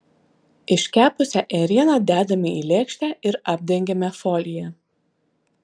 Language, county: Lithuanian, Alytus